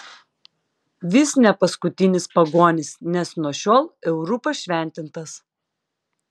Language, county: Lithuanian, Klaipėda